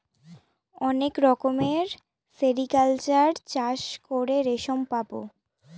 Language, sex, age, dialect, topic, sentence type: Bengali, female, 25-30, Northern/Varendri, agriculture, statement